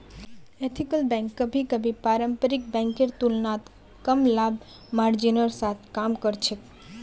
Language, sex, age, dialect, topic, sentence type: Magahi, female, 18-24, Northeastern/Surjapuri, banking, statement